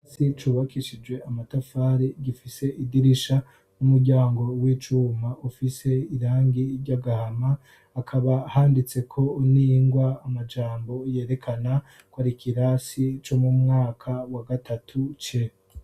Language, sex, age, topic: Rundi, male, 25-35, education